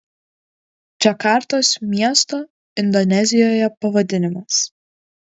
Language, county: Lithuanian, Kaunas